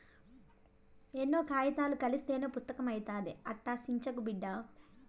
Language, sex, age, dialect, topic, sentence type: Telugu, female, 18-24, Southern, agriculture, statement